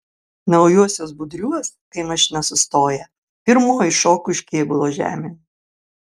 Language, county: Lithuanian, Kaunas